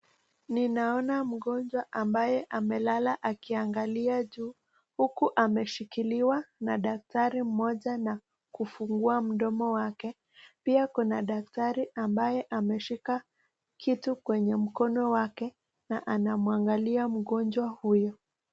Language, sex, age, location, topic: Swahili, female, 18-24, Nakuru, health